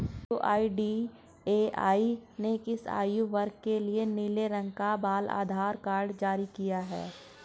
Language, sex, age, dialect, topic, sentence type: Hindi, male, 46-50, Hindustani Malvi Khadi Boli, banking, question